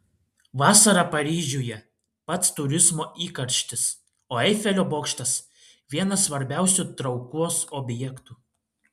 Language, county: Lithuanian, Klaipėda